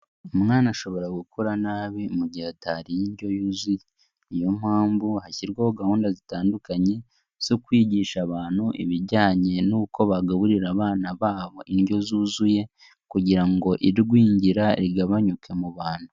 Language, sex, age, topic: Kinyarwanda, male, 18-24, health